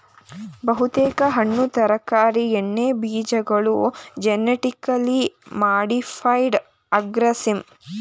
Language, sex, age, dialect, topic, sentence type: Kannada, female, 46-50, Mysore Kannada, agriculture, statement